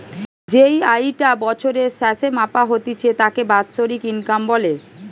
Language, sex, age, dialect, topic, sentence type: Bengali, female, 31-35, Western, banking, statement